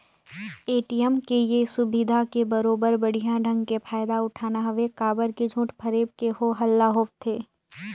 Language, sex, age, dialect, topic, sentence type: Chhattisgarhi, female, 18-24, Northern/Bhandar, banking, statement